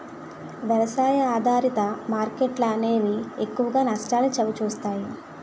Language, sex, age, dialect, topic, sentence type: Telugu, female, 25-30, Utterandhra, banking, statement